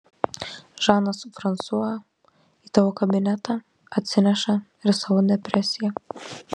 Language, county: Lithuanian, Marijampolė